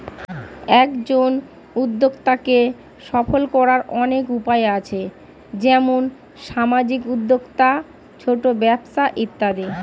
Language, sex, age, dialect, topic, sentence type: Bengali, female, 31-35, Standard Colloquial, banking, statement